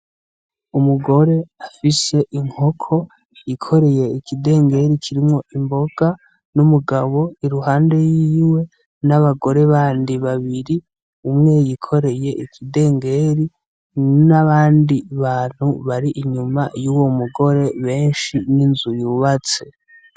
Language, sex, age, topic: Rundi, male, 18-24, agriculture